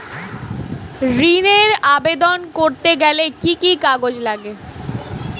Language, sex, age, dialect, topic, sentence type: Bengali, female, 18-24, Standard Colloquial, banking, question